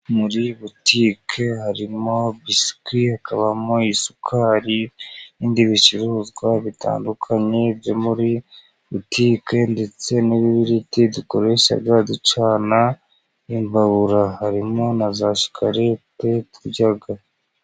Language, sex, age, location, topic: Kinyarwanda, male, 50+, Musanze, finance